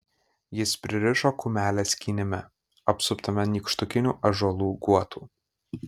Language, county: Lithuanian, Kaunas